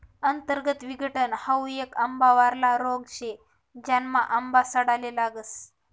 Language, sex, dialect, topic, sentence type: Marathi, female, Northern Konkan, agriculture, statement